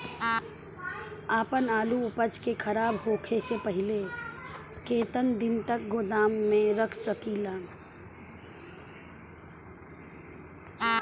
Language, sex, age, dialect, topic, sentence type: Bhojpuri, female, 31-35, Southern / Standard, agriculture, question